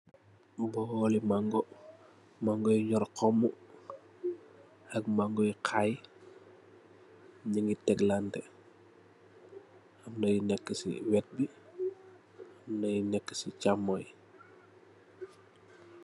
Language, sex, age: Wolof, male, 25-35